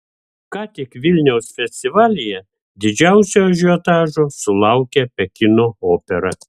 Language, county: Lithuanian, Vilnius